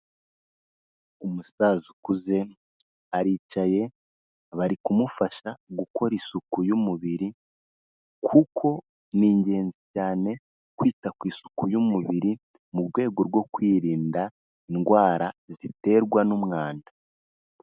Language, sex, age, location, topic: Kinyarwanda, male, 18-24, Kigali, health